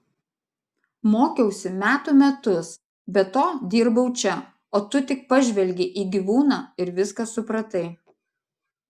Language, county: Lithuanian, Vilnius